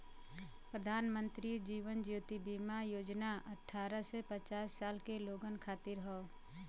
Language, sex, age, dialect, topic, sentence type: Bhojpuri, female, 25-30, Western, banking, statement